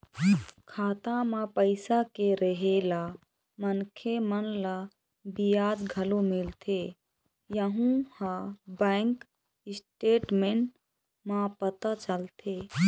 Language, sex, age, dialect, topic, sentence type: Chhattisgarhi, female, 25-30, Eastern, banking, statement